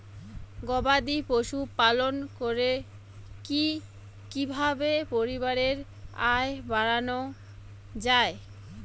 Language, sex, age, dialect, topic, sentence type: Bengali, female, 18-24, Rajbangshi, agriculture, question